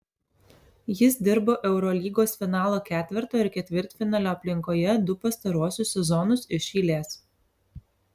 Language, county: Lithuanian, Alytus